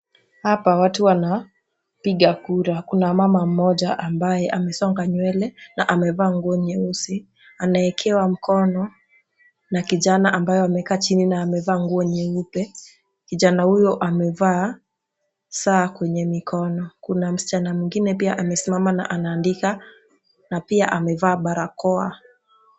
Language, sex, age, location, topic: Swahili, female, 18-24, Nakuru, government